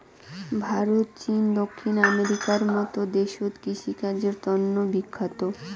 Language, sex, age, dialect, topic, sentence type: Bengali, female, 18-24, Rajbangshi, agriculture, statement